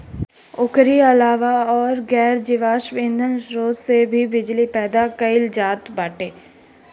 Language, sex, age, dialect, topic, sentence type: Bhojpuri, female, 18-24, Northern, agriculture, statement